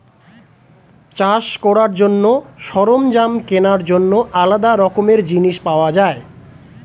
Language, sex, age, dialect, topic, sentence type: Bengali, male, 25-30, Standard Colloquial, agriculture, statement